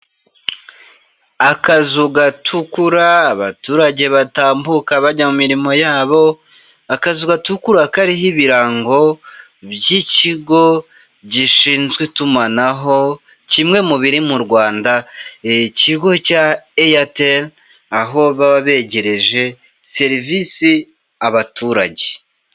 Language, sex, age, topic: Kinyarwanda, male, 25-35, finance